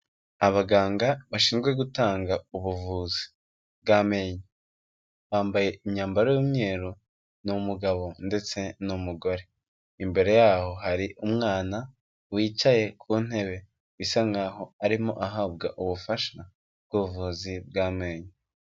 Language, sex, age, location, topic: Kinyarwanda, female, 25-35, Kigali, health